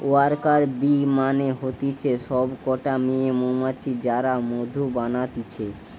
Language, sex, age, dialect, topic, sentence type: Bengali, male, <18, Western, agriculture, statement